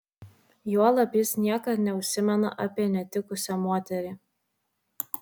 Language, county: Lithuanian, Vilnius